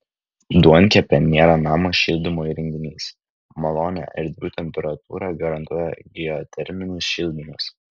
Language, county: Lithuanian, Kaunas